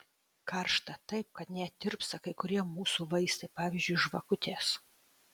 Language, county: Lithuanian, Utena